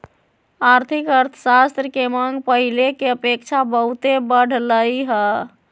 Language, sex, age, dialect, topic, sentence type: Magahi, female, 18-24, Western, banking, statement